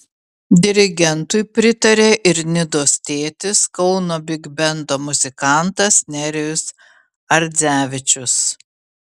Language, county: Lithuanian, Vilnius